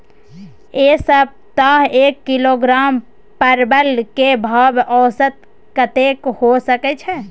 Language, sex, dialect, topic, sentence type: Maithili, female, Bajjika, agriculture, question